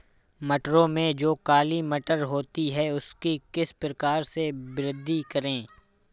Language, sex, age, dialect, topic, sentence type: Hindi, male, 25-30, Awadhi Bundeli, agriculture, question